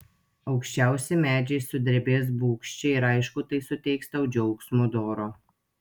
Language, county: Lithuanian, Telšiai